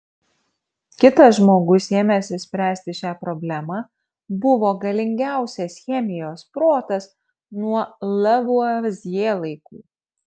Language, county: Lithuanian, Marijampolė